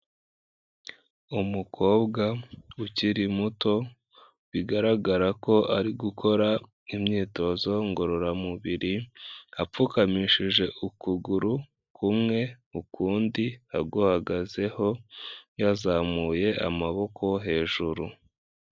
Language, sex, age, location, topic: Kinyarwanda, male, 18-24, Kigali, health